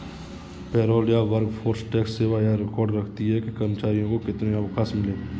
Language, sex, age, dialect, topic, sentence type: Hindi, male, 25-30, Kanauji Braj Bhasha, banking, statement